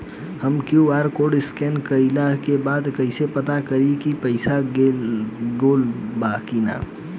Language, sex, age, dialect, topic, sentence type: Bhojpuri, male, 18-24, Southern / Standard, banking, question